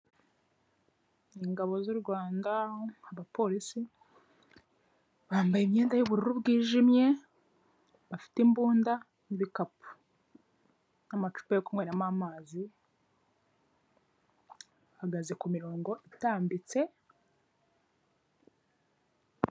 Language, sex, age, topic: Kinyarwanda, female, 18-24, government